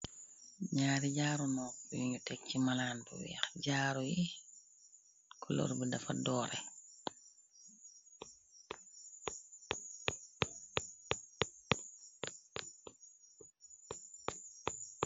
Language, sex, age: Wolof, female, 36-49